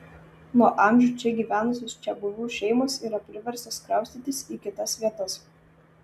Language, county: Lithuanian, Vilnius